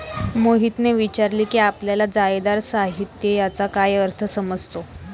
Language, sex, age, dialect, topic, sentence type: Marathi, female, 18-24, Standard Marathi, agriculture, statement